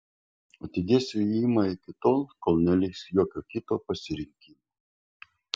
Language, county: Lithuanian, Kaunas